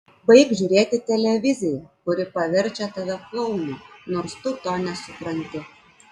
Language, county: Lithuanian, Klaipėda